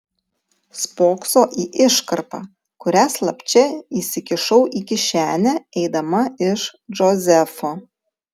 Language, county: Lithuanian, Tauragė